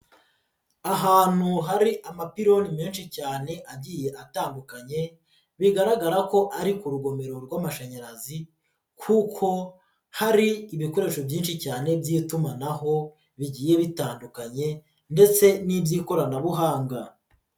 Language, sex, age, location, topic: Kinyarwanda, male, 50+, Nyagatare, government